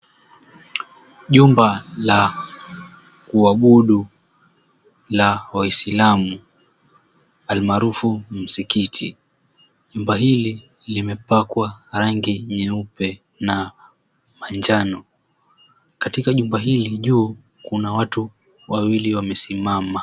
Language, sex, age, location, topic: Swahili, male, 18-24, Mombasa, government